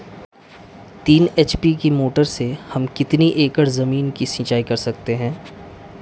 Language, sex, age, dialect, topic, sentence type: Hindi, male, 25-30, Marwari Dhudhari, agriculture, question